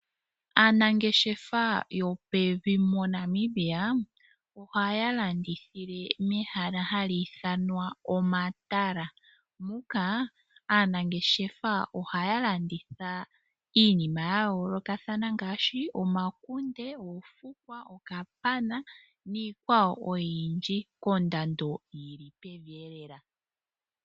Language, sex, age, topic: Oshiwambo, female, 25-35, finance